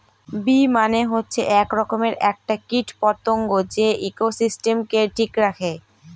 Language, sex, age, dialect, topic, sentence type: Bengali, female, 25-30, Northern/Varendri, agriculture, statement